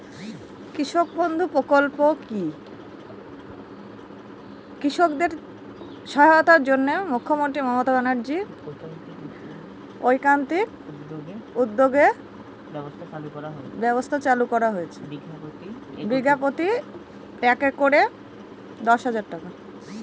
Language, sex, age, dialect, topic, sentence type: Bengali, female, 18-24, Northern/Varendri, agriculture, question